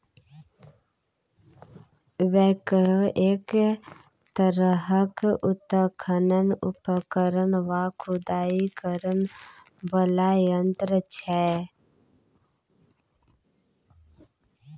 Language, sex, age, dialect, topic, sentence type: Maithili, female, 25-30, Bajjika, agriculture, statement